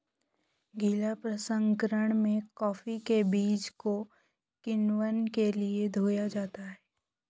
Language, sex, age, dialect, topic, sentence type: Hindi, male, 18-24, Hindustani Malvi Khadi Boli, agriculture, statement